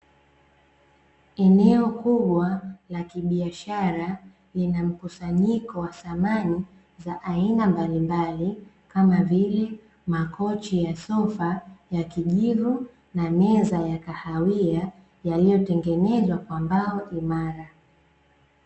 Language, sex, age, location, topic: Swahili, female, 25-35, Dar es Salaam, finance